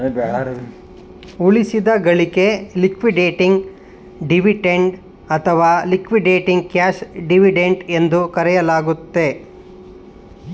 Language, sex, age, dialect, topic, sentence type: Kannada, male, 25-30, Mysore Kannada, banking, statement